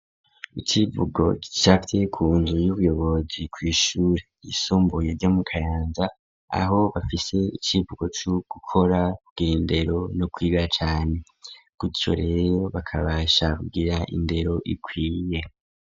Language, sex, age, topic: Rundi, male, 25-35, education